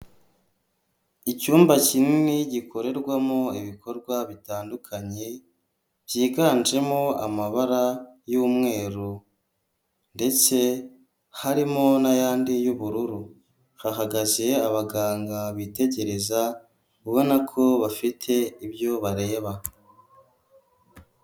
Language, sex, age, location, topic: Kinyarwanda, male, 18-24, Huye, health